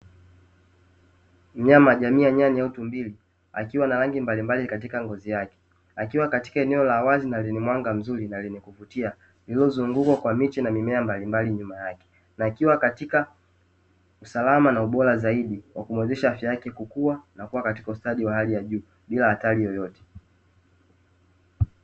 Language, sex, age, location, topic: Swahili, male, 18-24, Dar es Salaam, agriculture